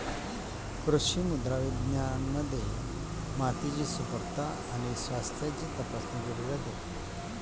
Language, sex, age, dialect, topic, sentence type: Marathi, male, 56-60, Northern Konkan, agriculture, statement